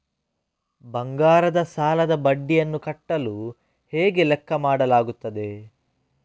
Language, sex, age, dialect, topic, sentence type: Kannada, male, 31-35, Coastal/Dakshin, banking, question